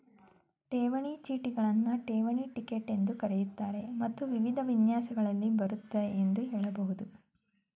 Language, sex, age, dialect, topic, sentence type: Kannada, female, 31-35, Mysore Kannada, banking, statement